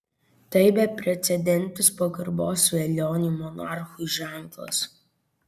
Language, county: Lithuanian, Kaunas